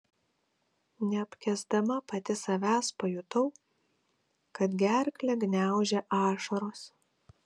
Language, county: Lithuanian, Kaunas